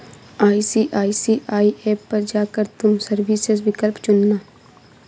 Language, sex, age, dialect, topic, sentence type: Hindi, female, 25-30, Marwari Dhudhari, banking, statement